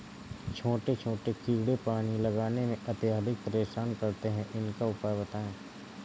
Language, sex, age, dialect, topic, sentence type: Hindi, male, 25-30, Awadhi Bundeli, agriculture, question